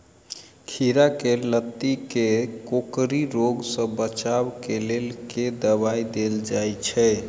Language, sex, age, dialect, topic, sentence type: Maithili, male, 31-35, Southern/Standard, agriculture, question